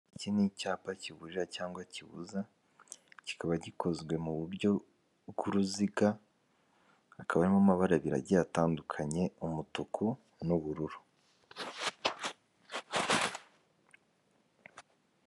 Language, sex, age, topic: Kinyarwanda, male, 18-24, government